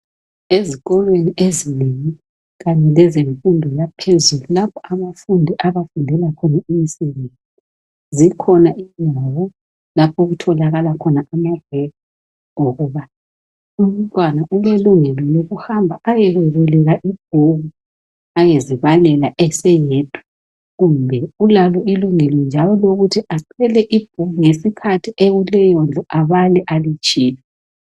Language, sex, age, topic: North Ndebele, female, 50+, education